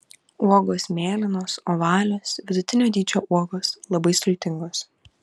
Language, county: Lithuanian, Vilnius